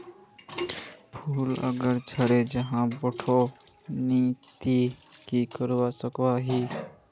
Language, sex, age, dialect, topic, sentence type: Magahi, male, 18-24, Northeastern/Surjapuri, agriculture, question